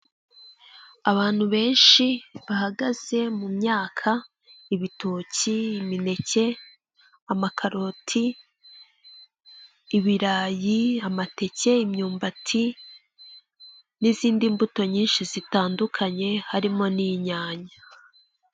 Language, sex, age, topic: Kinyarwanda, female, 25-35, finance